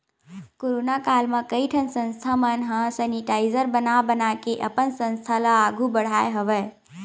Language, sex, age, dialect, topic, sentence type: Chhattisgarhi, female, 60-100, Western/Budati/Khatahi, banking, statement